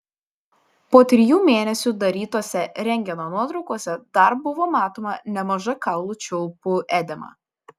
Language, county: Lithuanian, Šiauliai